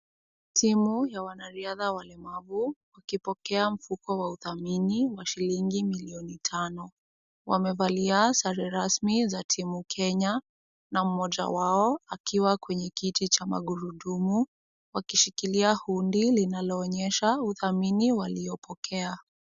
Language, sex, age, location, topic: Swahili, female, 18-24, Kisumu, education